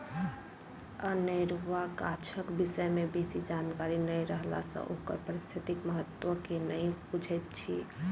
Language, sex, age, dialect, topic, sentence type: Maithili, female, 25-30, Southern/Standard, agriculture, statement